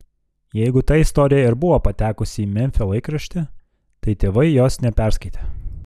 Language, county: Lithuanian, Telšiai